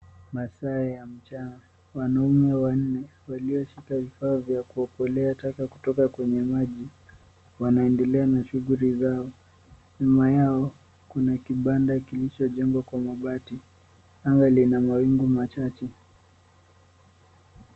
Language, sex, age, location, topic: Swahili, male, 18-24, Nairobi, government